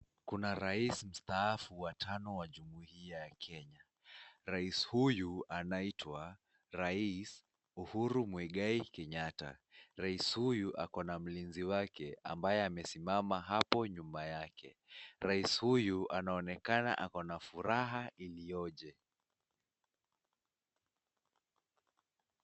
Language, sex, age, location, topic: Swahili, male, 18-24, Nakuru, government